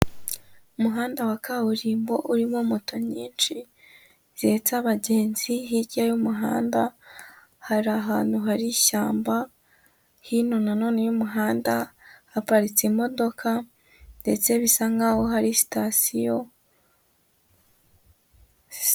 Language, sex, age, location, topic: Kinyarwanda, female, 18-24, Huye, government